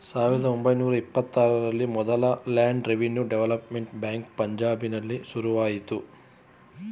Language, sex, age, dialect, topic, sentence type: Kannada, male, 41-45, Mysore Kannada, banking, statement